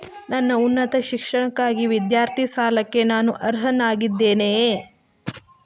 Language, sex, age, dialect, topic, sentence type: Kannada, female, 25-30, Dharwad Kannada, banking, statement